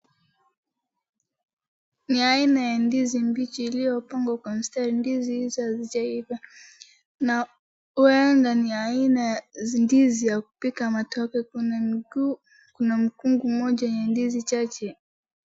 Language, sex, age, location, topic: Swahili, female, 36-49, Wajir, agriculture